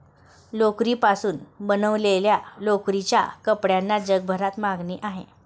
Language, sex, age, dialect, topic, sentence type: Marathi, female, 36-40, Standard Marathi, agriculture, statement